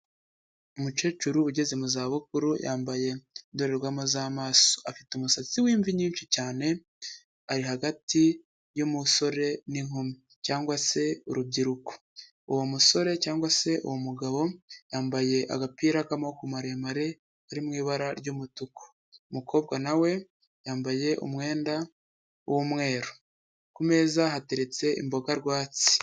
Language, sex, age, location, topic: Kinyarwanda, male, 25-35, Huye, health